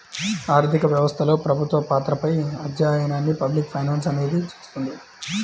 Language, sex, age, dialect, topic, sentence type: Telugu, male, 25-30, Central/Coastal, banking, statement